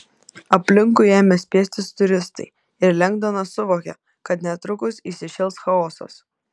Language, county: Lithuanian, Kaunas